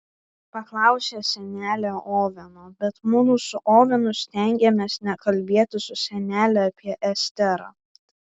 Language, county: Lithuanian, Vilnius